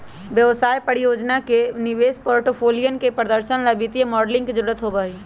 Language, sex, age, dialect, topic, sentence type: Magahi, male, 18-24, Western, banking, statement